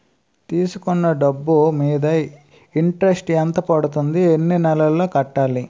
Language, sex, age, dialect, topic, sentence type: Telugu, male, 18-24, Utterandhra, banking, question